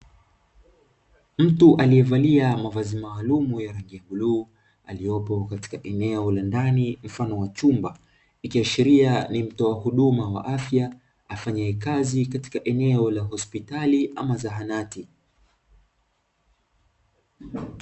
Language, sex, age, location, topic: Swahili, male, 25-35, Dar es Salaam, health